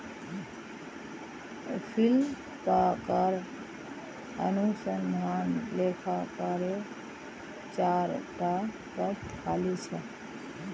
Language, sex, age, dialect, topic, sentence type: Magahi, female, 25-30, Northeastern/Surjapuri, banking, statement